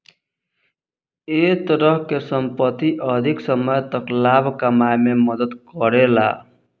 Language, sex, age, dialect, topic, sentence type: Bhojpuri, male, 25-30, Southern / Standard, banking, statement